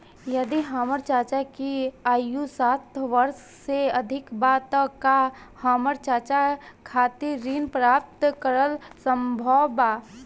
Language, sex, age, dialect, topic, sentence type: Bhojpuri, female, 18-24, Northern, banking, statement